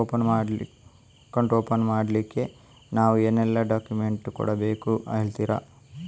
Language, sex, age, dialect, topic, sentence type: Kannada, male, 18-24, Coastal/Dakshin, banking, question